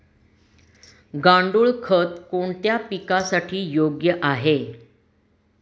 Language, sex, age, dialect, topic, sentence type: Marathi, female, 46-50, Standard Marathi, agriculture, question